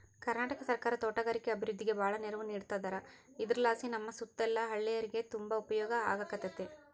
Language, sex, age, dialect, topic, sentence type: Kannada, female, 18-24, Central, agriculture, statement